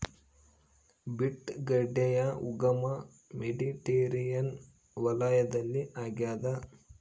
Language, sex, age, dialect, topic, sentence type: Kannada, male, 25-30, Central, agriculture, statement